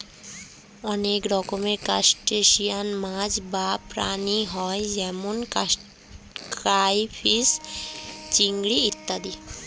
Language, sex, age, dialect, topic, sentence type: Bengali, female, 36-40, Standard Colloquial, agriculture, statement